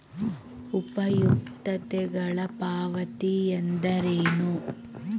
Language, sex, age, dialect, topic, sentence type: Kannada, female, 36-40, Mysore Kannada, banking, question